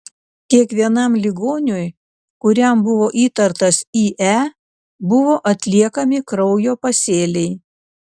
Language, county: Lithuanian, Kaunas